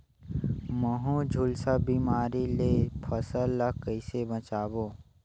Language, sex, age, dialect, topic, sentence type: Chhattisgarhi, male, 25-30, Northern/Bhandar, agriculture, question